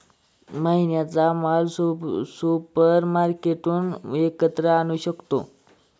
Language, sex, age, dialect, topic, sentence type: Marathi, male, 25-30, Standard Marathi, agriculture, statement